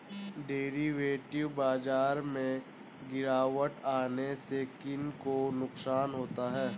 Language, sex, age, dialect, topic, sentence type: Hindi, male, 18-24, Awadhi Bundeli, banking, statement